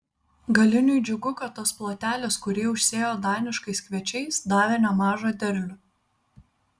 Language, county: Lithuanian, Vilnius